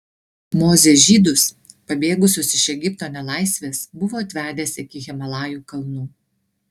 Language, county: Lithuanian, Klaipėda